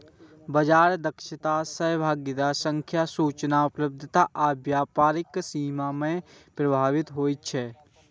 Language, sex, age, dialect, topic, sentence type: Maithili, male, 18-24, Eastern / Thethi, banking, statement